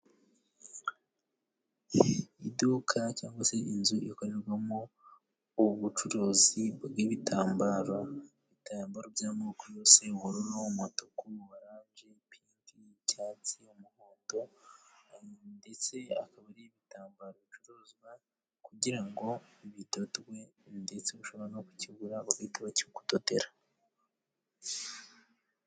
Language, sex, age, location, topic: Kinyarwanda, male, 18-24, Musanze, finance